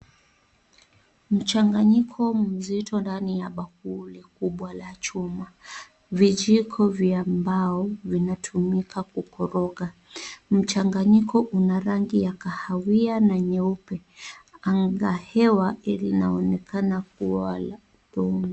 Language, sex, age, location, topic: Swahili, female, 18-24, Kisumu, agriculture